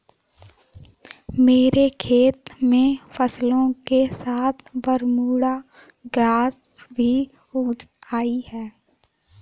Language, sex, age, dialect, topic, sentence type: Hindi, female, 18-24, Kanauji Braj Bhasha, agriculture, statement